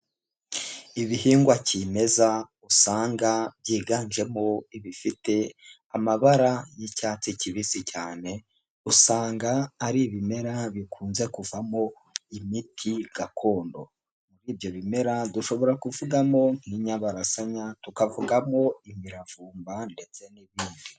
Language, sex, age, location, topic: Kinyarwanda, male, 18-24, Huye, health